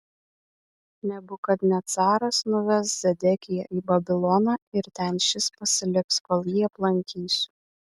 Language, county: Lithuanian, Vilnius